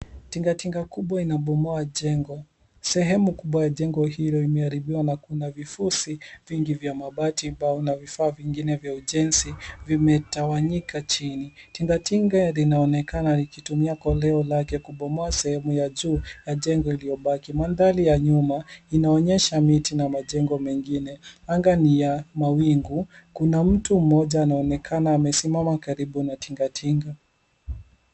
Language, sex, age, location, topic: Swahili, male, 18-24, Nairobi, government